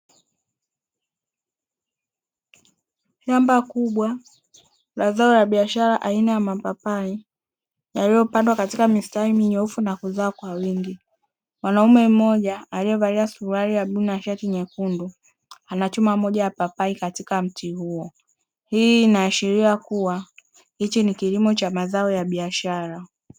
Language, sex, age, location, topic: Swahili, female, 18-24, Dar es Salaam, agriculture